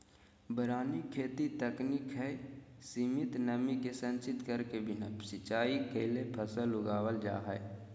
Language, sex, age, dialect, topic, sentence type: Magahi, male, 25-30, Southern, agriculture, statement